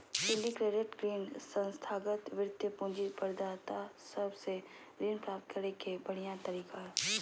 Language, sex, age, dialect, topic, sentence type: Magahi, female, 31-35, Southern, banking, statement